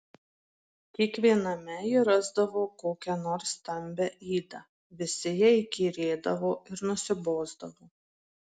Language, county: Lithuanian, Marijampolė